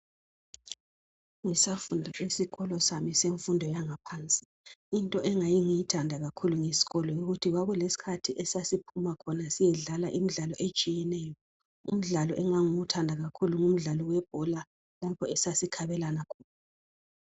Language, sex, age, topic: North Ndebele, female, 36-49, education